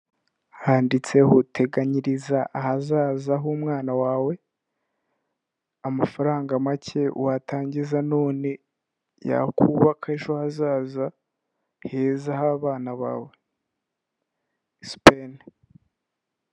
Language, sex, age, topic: Kinyarwanda, male, 18-24, finance